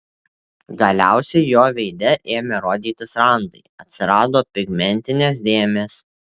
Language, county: Lithuanian, Tauragė